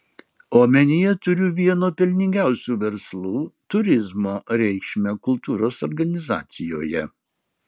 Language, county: Lithuanian, Marijampolė